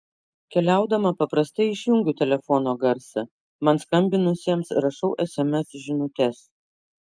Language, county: Lithuanian, Kaunas